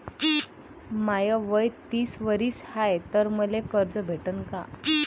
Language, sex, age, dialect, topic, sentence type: Marathi, female, 18-24, Varhadi, banking, question